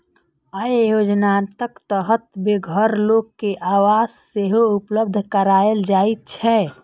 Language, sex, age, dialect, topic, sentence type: Maithili, female, 25-30, Eastern / Thethi, banking, statement